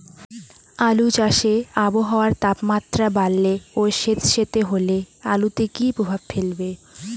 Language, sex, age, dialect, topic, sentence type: Bengali, female, 18-24, Rajbangshi, agriculture, question